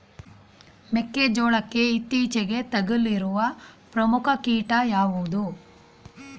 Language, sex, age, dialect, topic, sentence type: Kannada, female, 41-45, Mysore Kannada, agriculture, question